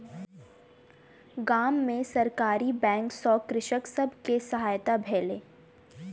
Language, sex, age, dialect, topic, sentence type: Maithili, female, 18-24, Southern/Standard, banking, statement